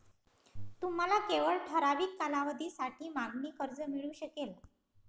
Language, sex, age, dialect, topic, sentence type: Marathi, female, 25-30, Varhadi, banking, statement